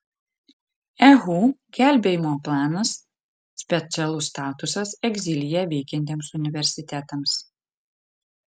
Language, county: Lithuanian, Panevėžys